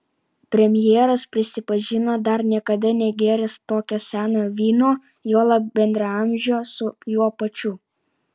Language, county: Lithuanian, Utena